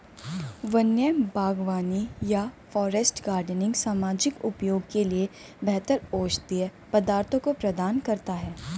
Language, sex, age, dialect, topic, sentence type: Hindi, female, 18-24, Hindustani Malvi Khadi Boli, agriculture, statement